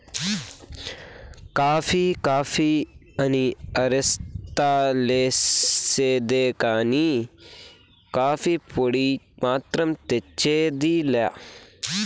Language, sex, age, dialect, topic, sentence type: Telugu, male, 18-24, Southern, agriculture, statement